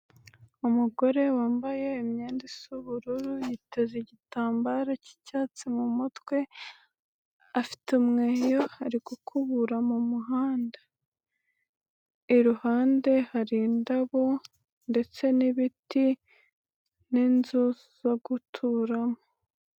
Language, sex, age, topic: Kinyarwanda, female, 18-24, government